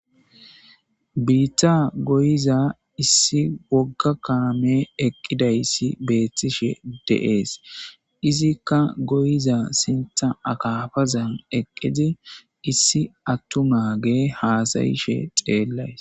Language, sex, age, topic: Gamo, male, 18-24, government